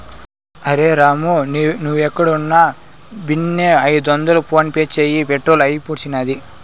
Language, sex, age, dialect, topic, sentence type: Telugu, male, 18-24, Southern, banking, statement